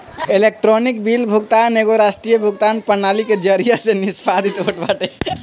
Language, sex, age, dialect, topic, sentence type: Bhojpuri, male, 25-30, Northern, banking, statement